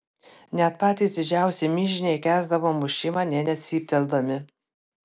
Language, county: Lithuanian, Panevėžys